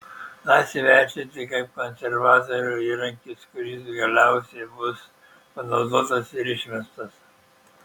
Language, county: Lithuanian, Šiauliai